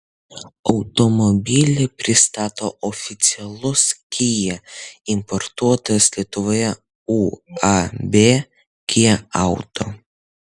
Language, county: Lithuanian, Utena